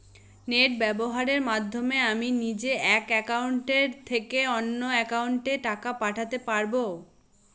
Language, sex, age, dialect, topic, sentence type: Bengali, female, 18-24, Northern/Varendri, banking, question